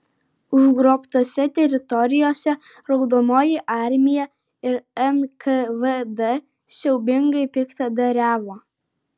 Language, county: Lithuanian, Vilnius